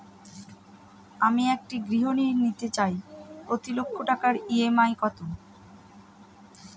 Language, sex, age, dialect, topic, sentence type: Bengali, female, 31-35, Northern/Varendri, banking, question